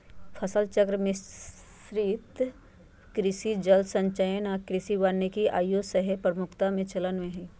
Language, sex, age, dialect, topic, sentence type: Magahi, female, 51-55, Western, agriculture, statement